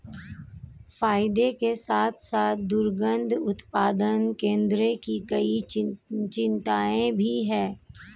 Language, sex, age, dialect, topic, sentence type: Hindi, female, 41-45, Hindustani Malvi Khadi Boli, agriculture, statement